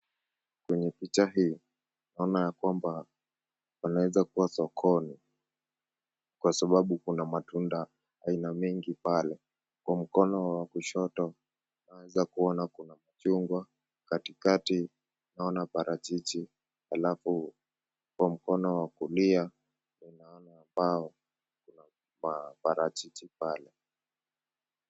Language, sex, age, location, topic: Swahili, male, 25-35, Nakuru, finance